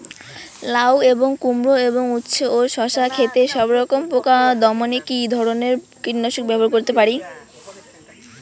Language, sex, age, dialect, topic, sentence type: Bengali, female, 18-24, Rajbangshi, agriculture, question